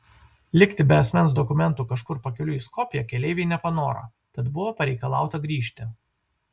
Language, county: Lithuanian, Vilnius